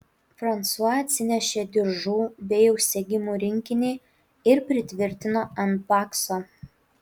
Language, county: Lithuanian, Utena